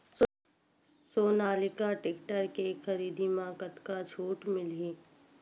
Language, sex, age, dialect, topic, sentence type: Chhattisgarhi, female, 46-50, Western/Budati/Khatahi, agriculture, question